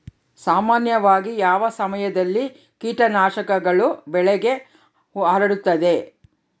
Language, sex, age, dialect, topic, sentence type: Kannada, female, 31-35, Central, agriculture, question